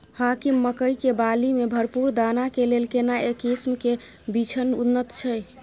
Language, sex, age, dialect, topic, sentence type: Maithili, female, 25-30, Bajjika, agriculture, question